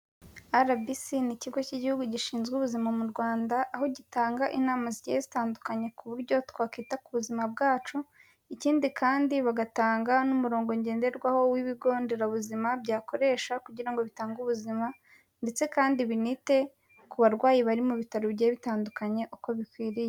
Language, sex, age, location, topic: Kinyarwanda, female, 18-24, Kigali, health